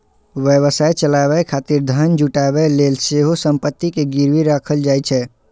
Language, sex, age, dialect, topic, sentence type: Maithili, male, 51-55, Eastern / Thethi, banking, statement